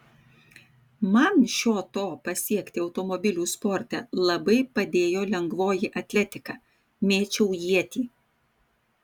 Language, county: Lithuanian, Vilnius